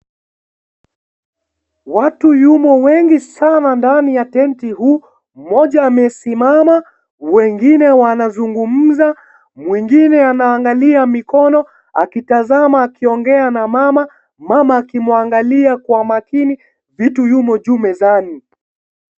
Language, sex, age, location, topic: Swahili, male, 18-24, Kisii, health